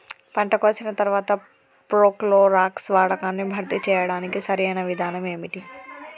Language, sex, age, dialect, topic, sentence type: Telugu, female, 31-35, Telangana, agriculture, question